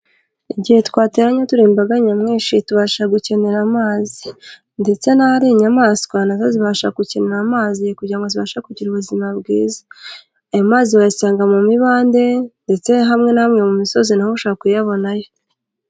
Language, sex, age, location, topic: Kinyarwanda, female, 25-35, Kigali, health